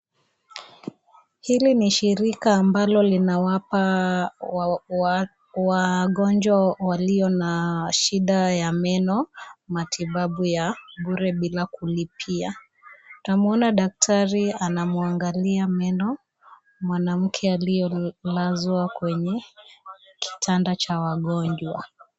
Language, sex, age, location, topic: Swahili, female, 25-35, Kisii, health